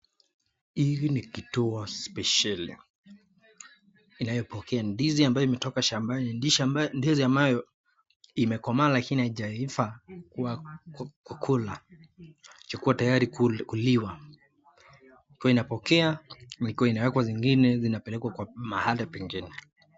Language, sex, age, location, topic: Swahili, male, 25-35, Nakuru, agriculture